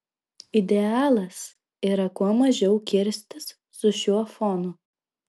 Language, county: Lithuanian, Vilnius